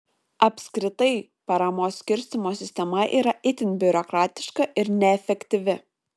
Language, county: Lithuanian, Šiauliai